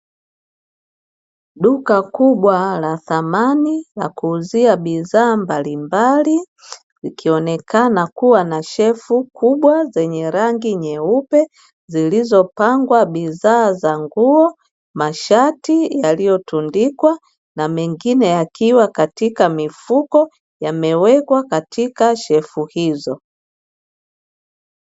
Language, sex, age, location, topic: Swahili, female, 50+, Dar es Salaam, finance